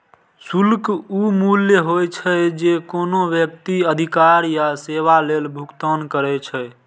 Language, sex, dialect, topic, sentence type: Maithili, male, Eastern / Thethi, banking, statement